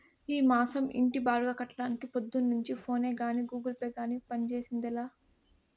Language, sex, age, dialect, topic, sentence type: Telugu, female, 18-24, Southern, banking, statement